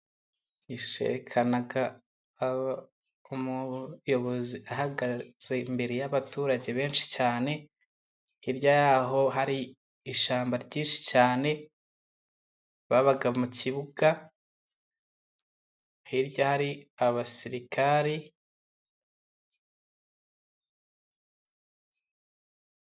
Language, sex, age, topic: Kinyarwanda, male, 25-35, government